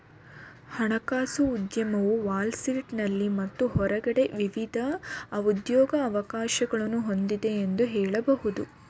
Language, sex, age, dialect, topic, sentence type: Kannada, female, 18-24, Mysore Kannada, banking, statement